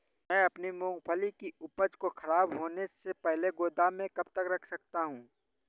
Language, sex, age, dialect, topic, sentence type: Hindi, male, 18-24, Awadhi Bundeli, agriculture, question